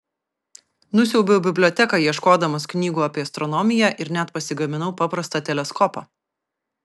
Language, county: Lithuanian, Vilnius